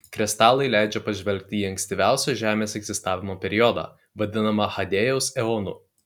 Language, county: Lithuanian, Kaunas